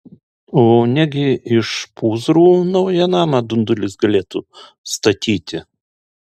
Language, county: Lithuanian, Alytus